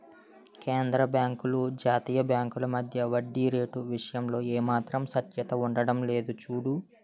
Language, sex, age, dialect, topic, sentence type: Telugu, male, 18-24, Utterandhra, banking, statement